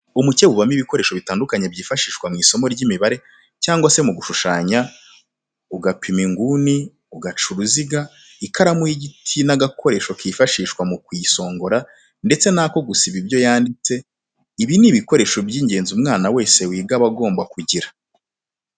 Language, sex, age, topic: Kinyarwanda, male, 25-35, education